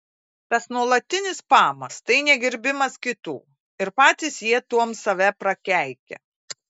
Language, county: Lithuanian, Klaipėda